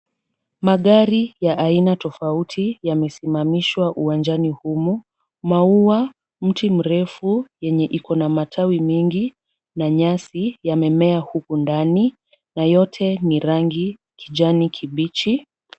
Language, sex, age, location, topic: Swahili, female, 36-49, Kisumu, finance